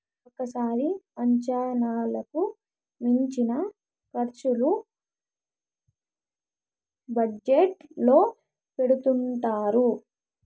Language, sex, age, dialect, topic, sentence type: Telugu, female, 18-24, Southern, banking, statement